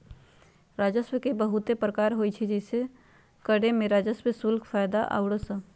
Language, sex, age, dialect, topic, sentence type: Magahi, female, 31-35, Western, banking, statement